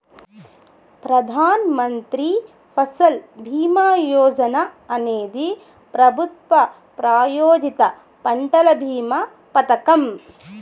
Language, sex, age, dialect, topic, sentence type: Telugu, female, 41-45, Central/Coastal, agriculture, statement